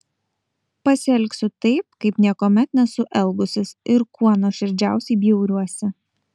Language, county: Lithuanian, Kaunas